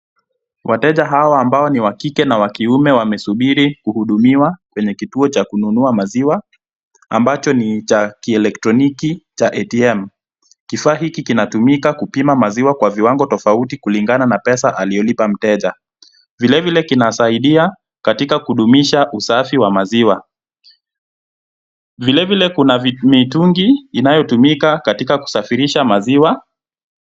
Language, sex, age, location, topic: Swahili, male, 25-35, Kisumu, finance